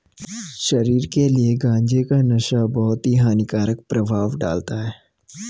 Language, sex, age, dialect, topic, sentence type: Hindi, male, 18-24, Garhwali, agriculture, statement